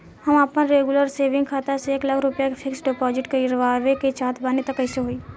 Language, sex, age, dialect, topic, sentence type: Bhojpuri, female, 18-24, Southern / Standard, banking, question